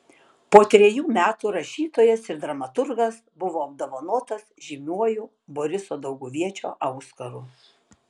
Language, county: Lithuanian, Tauragė